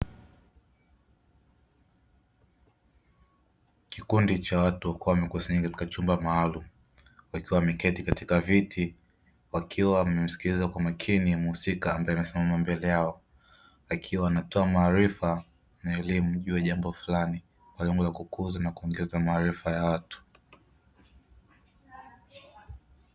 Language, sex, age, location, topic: Swahili, male, 25-35, Dar es Salaam, education